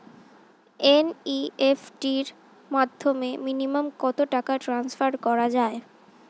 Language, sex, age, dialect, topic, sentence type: Bengali, female, 18-24, Standard Colloquial, banking, question